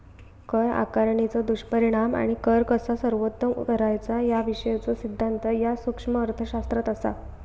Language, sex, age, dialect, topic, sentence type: Marathi, female, 18-24, Southern Konkan, banking, statement